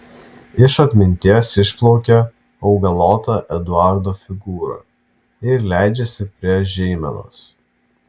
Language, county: Lithuanian, Vilnius